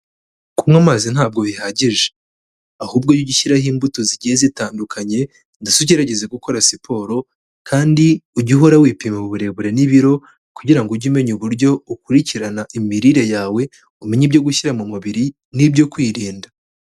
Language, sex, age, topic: Kinyarwanda, male, 18-24, health